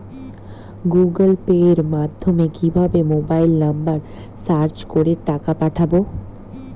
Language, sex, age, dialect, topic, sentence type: Bengali, female, 18-24, Standard Colloquial, banking, question